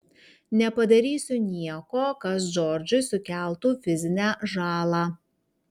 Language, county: Lithuanian, Kaunas